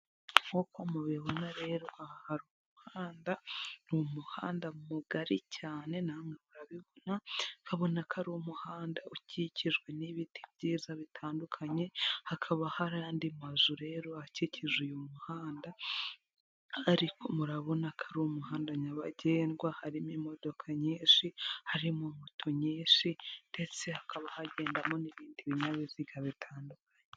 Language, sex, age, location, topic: Kinyarwanda, female, 18-24, Huye, government